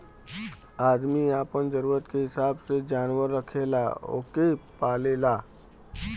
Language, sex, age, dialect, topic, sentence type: Bhojpuri, male, 36-40, Western, agriculture, statement